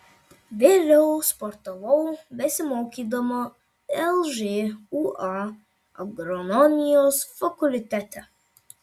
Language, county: Lithuanian, Marijampolė